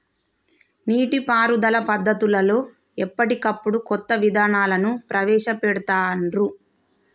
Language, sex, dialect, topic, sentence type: Telugu, female, Telangana, agriculture, statement